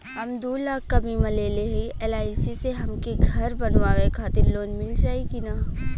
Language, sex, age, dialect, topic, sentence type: Bhojpuri, female, 18-24, Western, banking, question